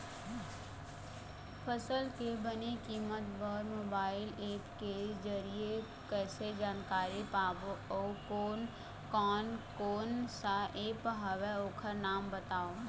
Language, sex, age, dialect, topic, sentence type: Chhattisgarhi, male, 25-30, Eastern, agriculture, question